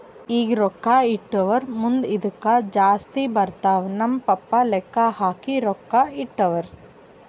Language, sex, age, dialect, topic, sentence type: Kannada, female, 18-24, Northeastern, banking, statement